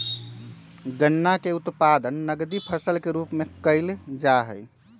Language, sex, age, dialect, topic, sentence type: Magahi, male, 18-24, Western, agriculture, statement